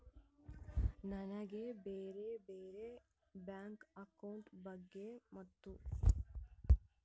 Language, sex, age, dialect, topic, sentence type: Kannada, female, 18-24, Central, banking, question